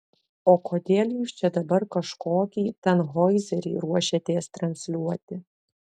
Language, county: Lithuanian, Alytus